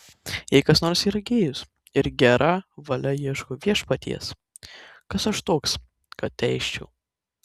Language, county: Lithuanian, Tauragė